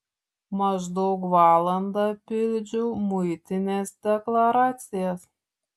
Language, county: Lithuanian, Šiauliai